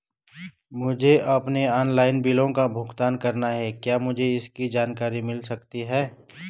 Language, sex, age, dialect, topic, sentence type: Hindi, male, 36-40, Garhwali, banking, question